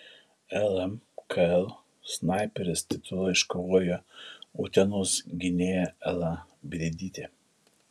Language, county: Lithuanian, Šiauliai